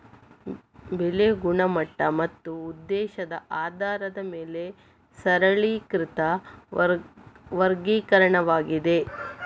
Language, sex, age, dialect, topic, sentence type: Kannada, female, 25-30, Coastal/Dakshin, agriculture, statement